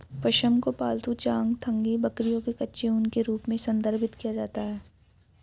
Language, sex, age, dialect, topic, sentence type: Hindi, female, 18-24, Hindustani Malvi Khadi Boli, agriculture, statement